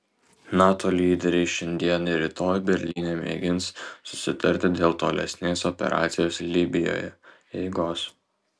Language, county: Lithuanian, Kaunas